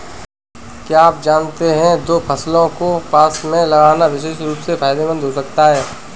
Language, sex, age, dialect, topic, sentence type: Hindi, male, 25-30, Kanauji Braj Bhasha, agriculture, statement